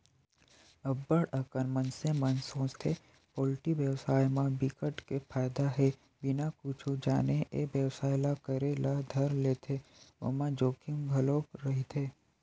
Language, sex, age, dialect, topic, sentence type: Chhattisgarhi, male, 18-24, Western/Budati/Khatahi, agriculture, statement